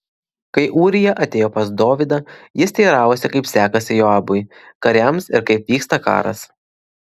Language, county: Lithuanian, Klaipėda